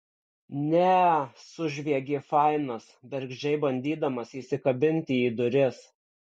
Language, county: Lithuanian, Kaunas